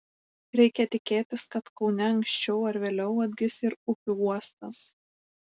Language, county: Lithuanian, Panevėžys